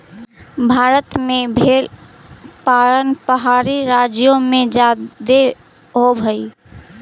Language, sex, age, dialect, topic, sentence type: Magahi, female, 46-50, Central/Standard, agriculture, statement